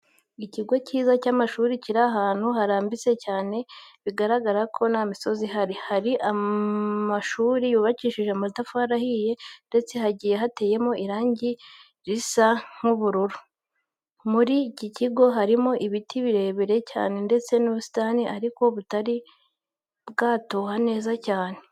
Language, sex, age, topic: Kinyarwanda, female, 18-24, education